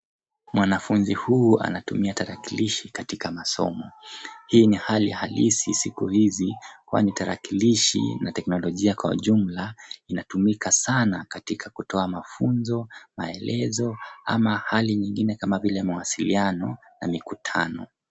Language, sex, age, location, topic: Swahili, male, 25-35, Nairobi, education